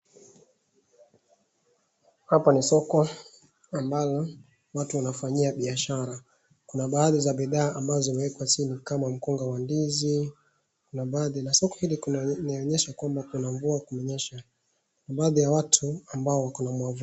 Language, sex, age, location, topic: Swahili, male, 25-35, Wajir, finance